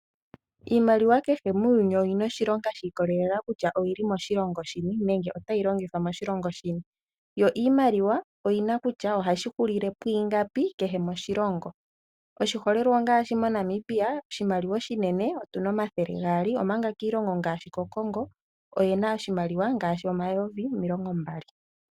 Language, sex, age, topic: Oshiwambo, female, 18-24, finance